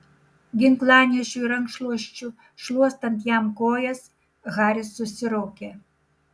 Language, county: Lithuanian, Šiauliai